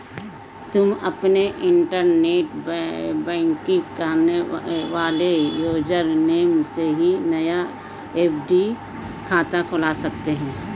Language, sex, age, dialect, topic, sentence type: Hindi, female, 18-24, Hindustani Malvi Khadi Boli, banking, statement